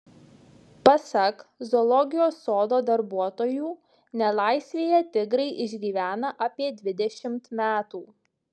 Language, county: Lithuanian, Šiauliai